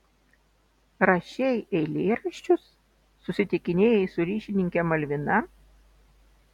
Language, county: Lithuanian, Telšiai